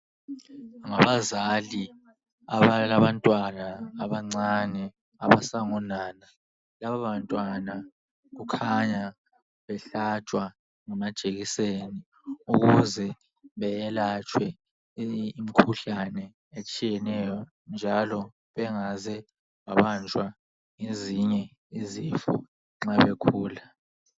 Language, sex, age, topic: North Ndebele, male, 25-35, health